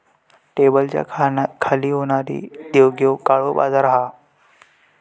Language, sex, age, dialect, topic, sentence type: Marathi, male, 31-35, Southern Konkan, banking, statement